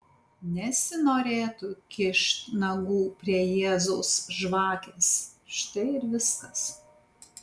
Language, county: Lithuanian, Panevėžys